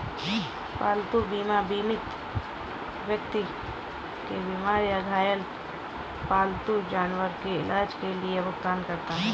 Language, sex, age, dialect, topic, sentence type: Hindi, female, 25-30, Kanauji Braj Bhasha, banking, statement